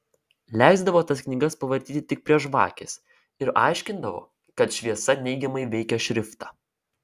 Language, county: Lithuanian, Vilnius